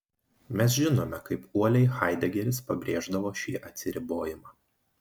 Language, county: Lithuanian, Marijampolė